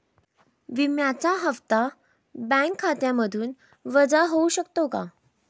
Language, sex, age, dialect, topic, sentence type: Marathi, female, 18-24, Standard Marathi, banking, question